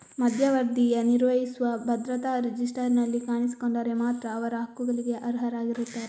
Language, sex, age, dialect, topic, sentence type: Kannada, female, 18-24, Coastal/Dakshin, banking, statement